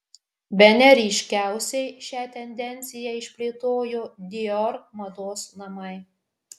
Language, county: Lithuanian, Marijampolė